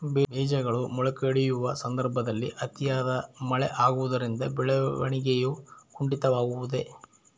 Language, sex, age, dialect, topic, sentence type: Kannada, male, 31-35, Central, agriculture, question